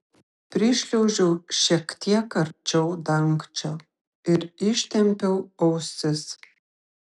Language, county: Lithuanian, Šiauliai